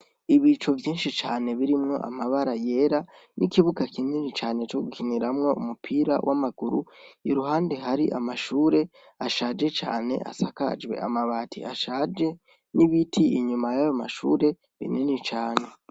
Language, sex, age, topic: Rundi, female, 18-24, education